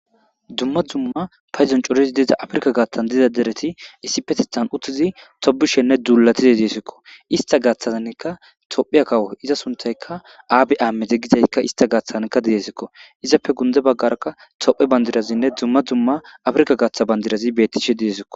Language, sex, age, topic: Gamo, male, 25-35, government